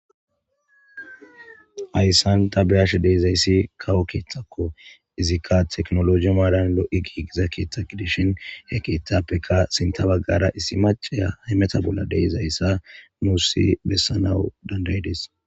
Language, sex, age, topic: Gamo, male, 25-35, government